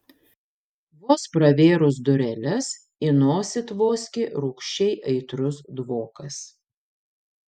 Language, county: Lithuanian, Panevėžys